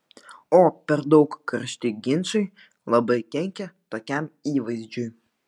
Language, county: Lithuanian, Vilnius